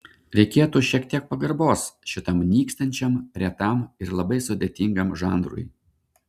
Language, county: Lithuanian, Šiauliai